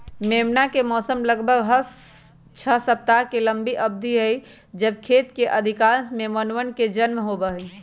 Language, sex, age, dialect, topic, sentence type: Magahi, female, 25-30, Western, agriculture, statement